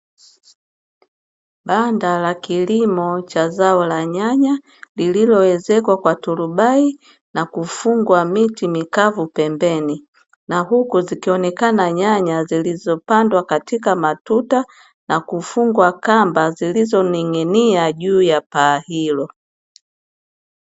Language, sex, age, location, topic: Swahili, female, 50+, Dar es Salaam, agriculture